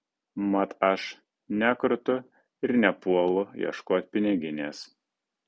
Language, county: Lithuanian, Kaunas